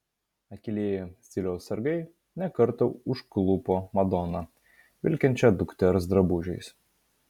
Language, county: Lithuanian, Vilnius